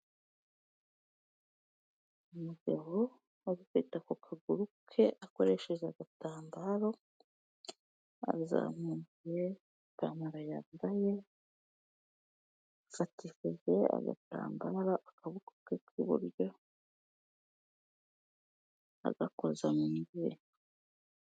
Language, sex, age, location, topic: Kinyarwanda, female, 25-35, Kigali, health